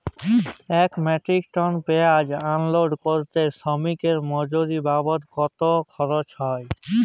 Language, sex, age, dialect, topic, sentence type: Bengali, male, 18-24, Jharkhandi, agriculture, question